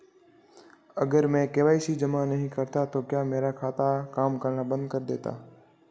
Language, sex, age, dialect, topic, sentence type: Hindi, male, 36-40, Marwari Dhudhari, banking, question